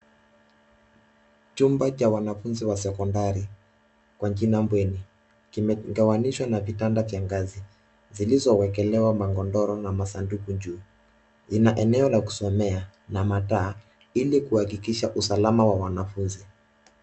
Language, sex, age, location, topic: Swahili, male, 18-24, Nairobi, education